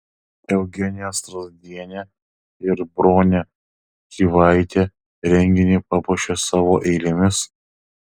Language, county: Lithuanian, Kaunas